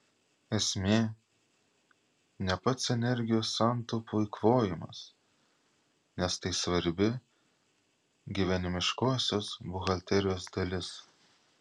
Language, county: Lithuanian, Klaipėda